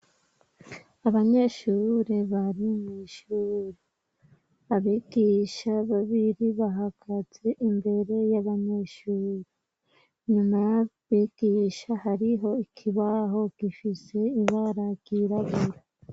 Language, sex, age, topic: Rundi, male, 18-24, education